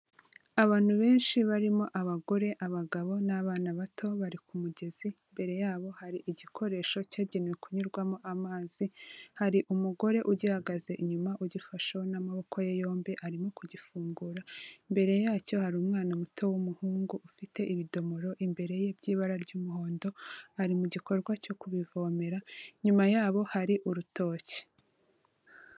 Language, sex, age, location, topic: Kinyarwanda, female, 25-35, Kigali, health